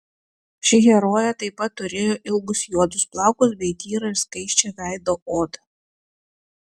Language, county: Lithuanian, Klaipėda